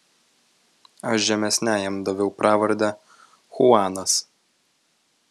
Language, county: Lithuanian, Vilnius